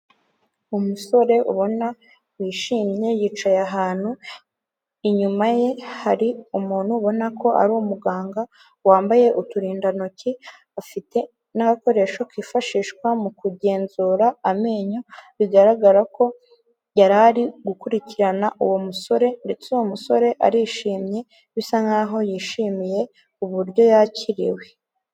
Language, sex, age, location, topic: Kinyarwanda, female, 36-49, Kigali, health